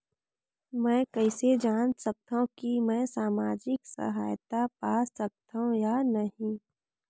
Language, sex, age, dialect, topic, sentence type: Chhattisgarhi, female, 46-50, Northern/Bhandar, banking, question